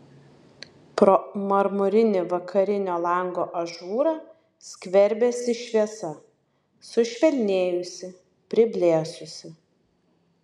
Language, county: Lithuanian, Vilnius